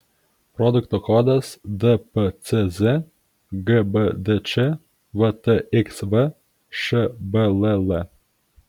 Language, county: Lithuanian, Kaunas